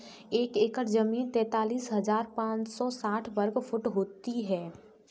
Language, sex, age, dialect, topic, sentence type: Hindi, female, 18-24, Kanauji Braj Bhasha, agriculture, statement